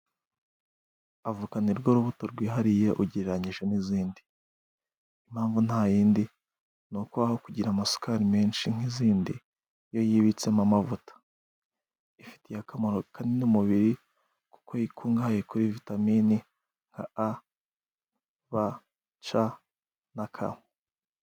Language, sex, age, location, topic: Kinyarwanda, male, 18-24, Musanze, agriculture